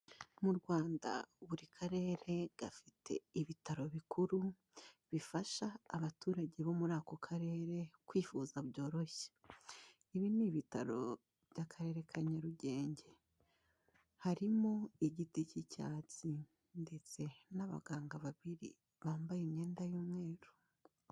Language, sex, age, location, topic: Kinyarwanda, female, 25-35, Kigali, health